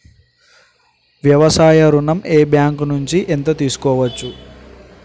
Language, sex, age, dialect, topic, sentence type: Telugu, male, 18-24, Telangana, banking, question